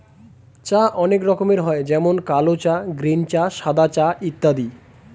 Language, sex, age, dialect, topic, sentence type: Bengali, male, 25-30, Standard Colloquial, agriculture, statement